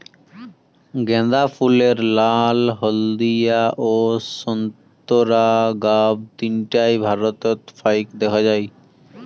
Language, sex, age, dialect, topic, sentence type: Bengali, male, 18-24, Rajbangshi, agriculture, statement